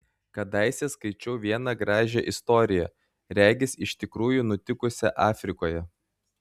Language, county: Lithuanian, Klaipėda